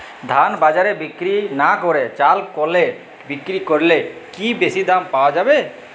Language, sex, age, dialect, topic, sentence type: Bengali, male, 18-24, Jharkhandi, agriculture, question